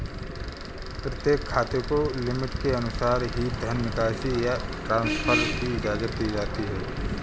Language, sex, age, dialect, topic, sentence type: Hindi, male, 31-35, Kanauji Braj Bhasha, banking, statement